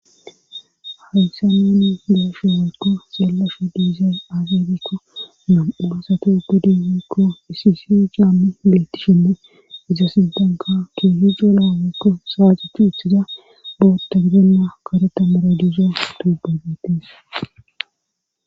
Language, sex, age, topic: Gamo, female, 18-24, government